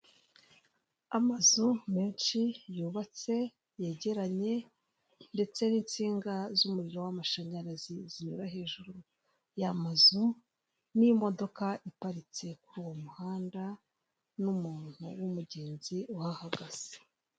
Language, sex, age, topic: Kinyarwanda, female, 36-49, government